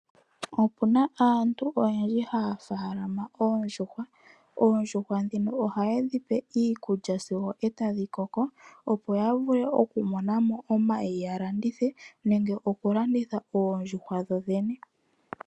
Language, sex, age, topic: Oshiwambo, female, 18-24, agriculture